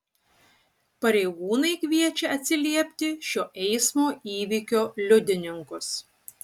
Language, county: Lithuanian, Utena